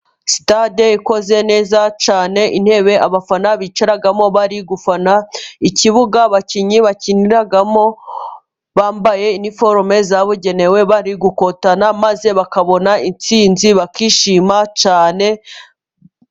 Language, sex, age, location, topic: Kinyarwanda, female, 18-24, Musanze, government